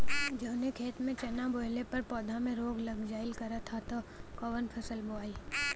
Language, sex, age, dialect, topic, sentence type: Bhojpuri, female, 18-24, Western, agriculture, question